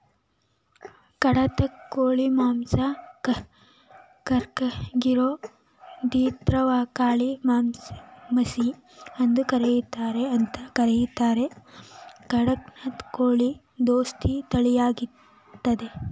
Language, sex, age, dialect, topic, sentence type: Kannada, female, 18-24, Mysore Kannada, agriculture, statement